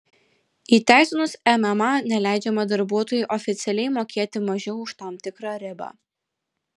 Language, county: Lithuanian, Alytus